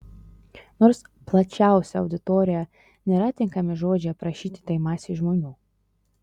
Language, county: Lithuanian, Utena